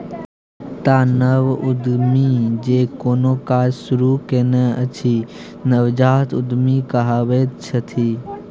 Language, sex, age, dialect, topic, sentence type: Maithili, male, 18-24, Bajjika, banking, statement